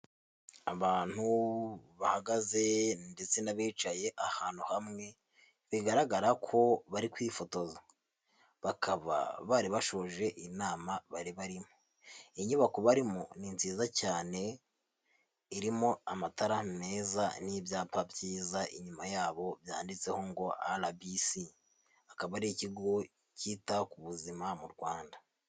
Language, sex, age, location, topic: Kinyarwanda, male, 50+, Huye, health